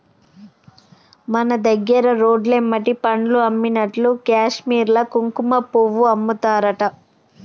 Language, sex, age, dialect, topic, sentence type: Telugu, female, 31-35, Telangana, agriculture, statement